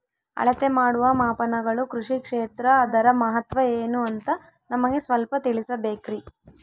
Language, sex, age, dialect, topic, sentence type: Kannada, female, 18-24, Central, agriculture, question